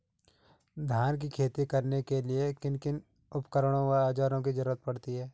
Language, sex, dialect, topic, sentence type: Hindi, male, Garhwali, agriculture, question